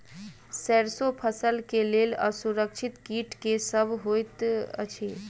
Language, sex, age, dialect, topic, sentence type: Maithili, female, 18-24, Southern/Standard, agriculture, question